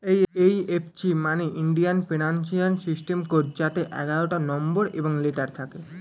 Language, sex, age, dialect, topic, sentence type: Bengali, male, 18-24, Standard Colloquial, banking, statement